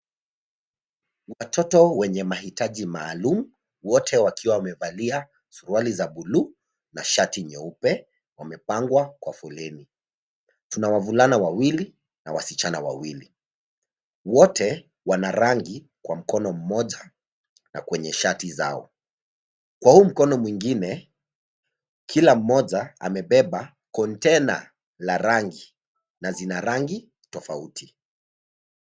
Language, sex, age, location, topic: Swahili, male, 25-35, Nairobi, education